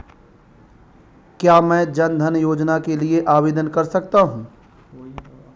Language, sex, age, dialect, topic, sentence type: Hindi, male, 18-24, Awadhi Bundeli, banking, question